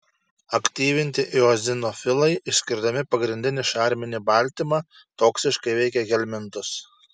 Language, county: Lithuanian, Šiauliai